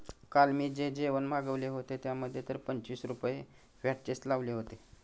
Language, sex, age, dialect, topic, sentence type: Marathi, male, 60-100, Standard Marathi, banking, statement